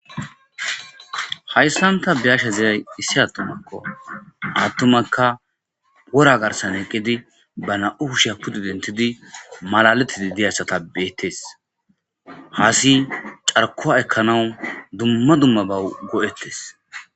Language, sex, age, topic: Gamo, female, 18-24, agriculture